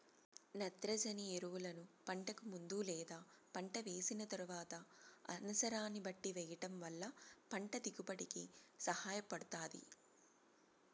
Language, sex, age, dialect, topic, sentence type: Telugu, female, 31-35, Southern, agriculture, statement